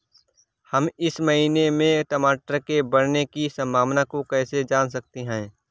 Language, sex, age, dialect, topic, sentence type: Hindi, male, 31-35, Awadhi Bundeli, agriculture, question